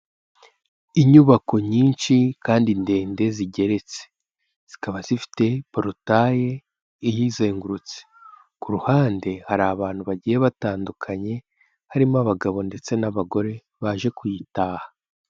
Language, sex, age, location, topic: Kinyarwanda, male, 18-24, Kigali, health